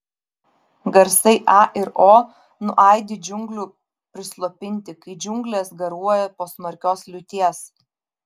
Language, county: Lithuanian, Vilnius